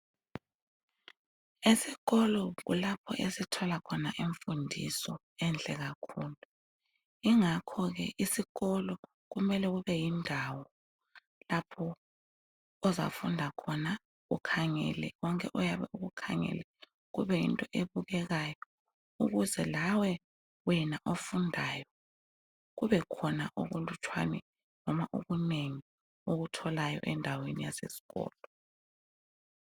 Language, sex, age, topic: North Ndebele, female, 25-35, education